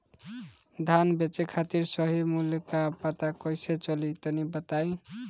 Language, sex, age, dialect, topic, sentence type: Bhojpuri, male, 18-24, Northern, agriculture, question